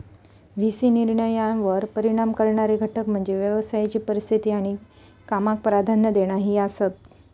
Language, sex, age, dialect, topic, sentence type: Marathi, female, 25-30, Southern Konkan, banking, statement